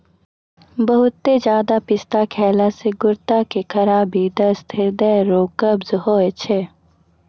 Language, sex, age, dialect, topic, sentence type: Maithili, female, 41-45, Angika, agriculture, statement